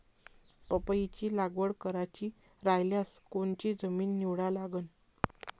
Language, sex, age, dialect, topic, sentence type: Marathi, female, 41-45, Varhadi, agriculture, question